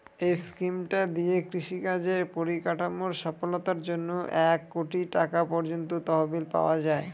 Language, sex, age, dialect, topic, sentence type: Bengali, male, 25-30, Northern/Varendri, agriculture, statement